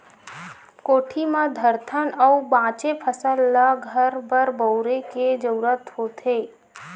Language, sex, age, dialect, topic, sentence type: Chhattisgarhi, female, 18-24, Western/Budati/Khatahi, agriculture, statement